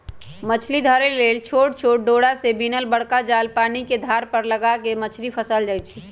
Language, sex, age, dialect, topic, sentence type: Magahi, male, 18-24, Western, agriculture, statement